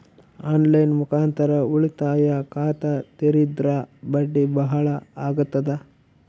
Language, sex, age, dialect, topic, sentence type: Kannada, male, 18-24, Northeastern, banking, question